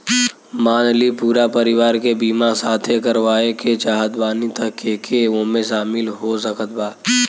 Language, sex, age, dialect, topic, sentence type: Bhojpuri, male, 18-24, Southern / Standard, banking, question